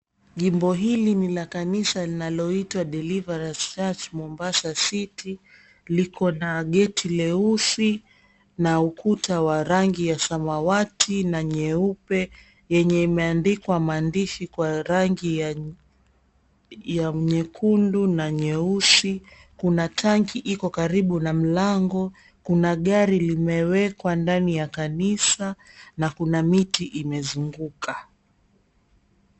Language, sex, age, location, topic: Swahili, female, 25-35, Mombasa, government